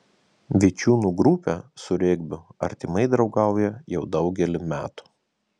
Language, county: Lithuanian, Vilnius